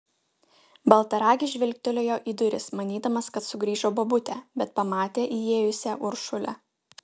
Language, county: Lithuanian, Utena